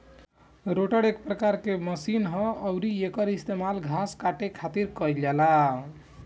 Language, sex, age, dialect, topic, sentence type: Bhojpuri, male, 18-24, Southern / Standard, agriculture, statement